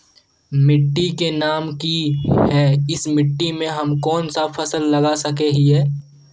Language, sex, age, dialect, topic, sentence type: Magahi, male, 18-24, Northeastern/Surjapuri, agriculture, question